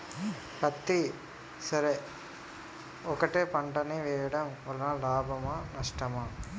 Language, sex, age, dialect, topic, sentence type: Telugu, male, 18-24, Telangana, agriculture, question